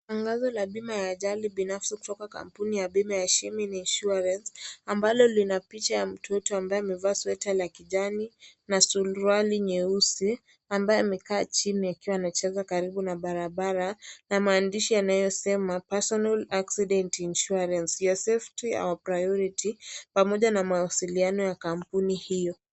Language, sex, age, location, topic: Swahili, female, 25-35, Kisii, finance